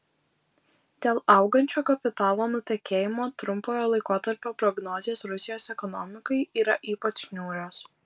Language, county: Lithuanian, Alytus